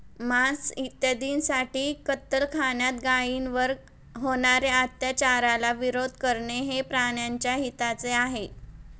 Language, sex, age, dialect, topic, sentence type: Marathi, female, 25-30, Standard Marathi, agriculture, statement